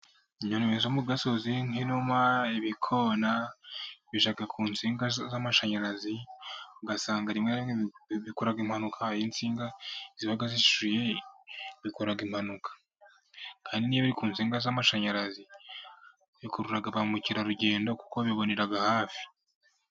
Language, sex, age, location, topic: Kinyarwanda, male, 25-35, Musanze, agriculture